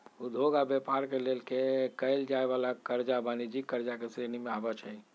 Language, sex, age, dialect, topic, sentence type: Magahi, male, 46-50, Western, banking, statement